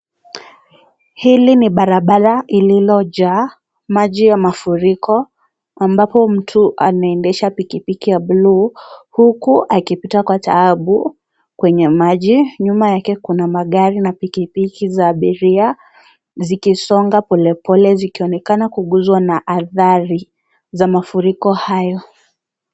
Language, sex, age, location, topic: Swahili, female, 18-24, Kisii, health